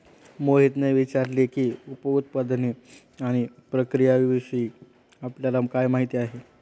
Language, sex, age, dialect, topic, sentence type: Marathi, male, 36-40, Standard Marathi, agriculture, statement